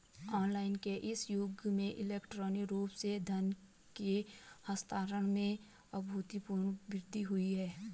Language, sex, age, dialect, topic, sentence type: Hindi, female, 25-30, Garhwali, banking, statement